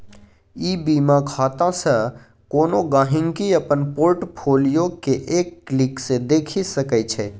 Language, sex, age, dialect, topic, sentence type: Maithili, male, 25-30, Bajjika, banking, statement